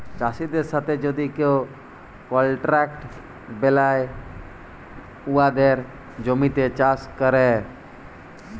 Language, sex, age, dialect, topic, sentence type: Bengali, male, 18-24, Jharkhandi, agriculture, statement